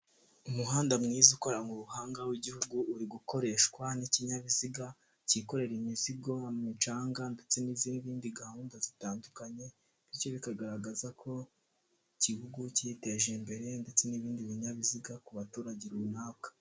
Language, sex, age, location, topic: Kinyarwanda, male, 18-24, Kigali, government